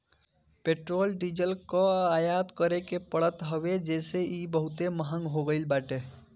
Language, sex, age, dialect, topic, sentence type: Bhojpuri, male, <18, Northern, banking, statement